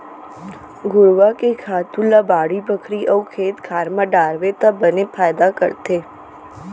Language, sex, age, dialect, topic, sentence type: Chhattisgarhi, female, 18-24, Central, agriculture, statement